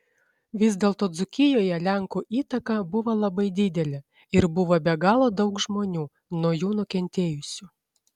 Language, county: Lithuanian, Šiauliai